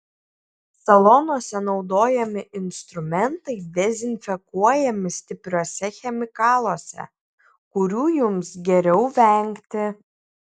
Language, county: Lithuanian, Kaunas